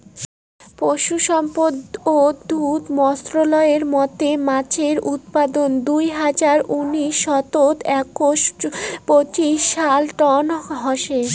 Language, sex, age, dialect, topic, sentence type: Bengali, female, <18, Rajbangshi, agriculture, statement